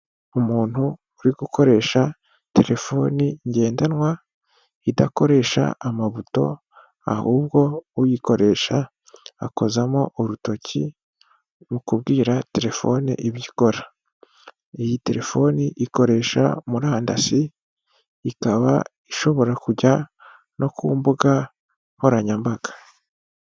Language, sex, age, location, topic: Kinyarwanda, male, 25-35, Huye, finance